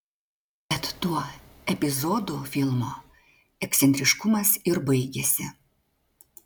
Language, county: Lithuanian, Klaipėda